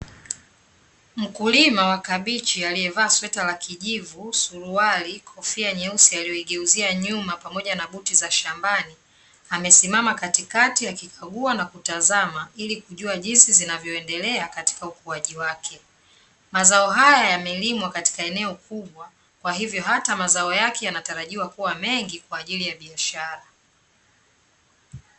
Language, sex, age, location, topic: Swahili, female, 36-49, Dar es Salaam, agriculture